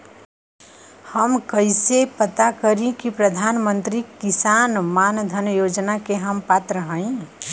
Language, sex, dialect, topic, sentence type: Bhojpuri, female, Western, banking, question